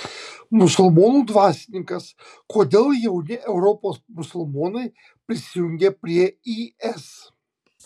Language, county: Lithuanian, Kaunas